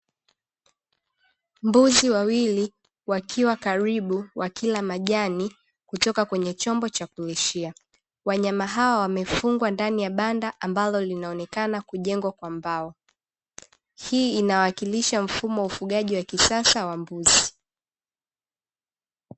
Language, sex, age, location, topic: Swahili, female, 18-24, Dar es Salaam, agriculture